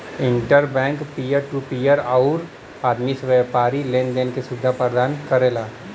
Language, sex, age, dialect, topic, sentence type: Bhojpuri, male, 31-35, Western, banking, statement